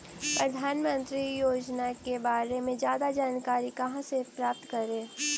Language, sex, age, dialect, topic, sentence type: Magahi, female, 18-24, Central/Standard, banking, question